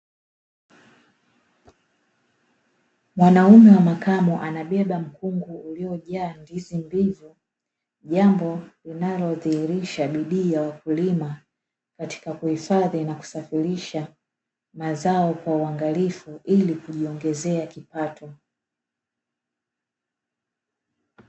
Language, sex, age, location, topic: Swahili, female, 18-24, Dar es Salaam, agriculture